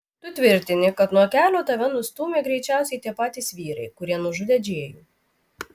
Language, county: Lithuanian, Vilnius